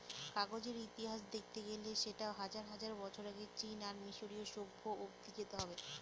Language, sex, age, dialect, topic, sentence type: Bengali, female, 18-24, Northern/Varendri, agriculture, statement